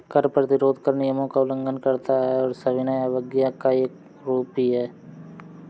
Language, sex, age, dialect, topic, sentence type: Hindi, male, 25-30, Awadhi Bundeli, banking, statement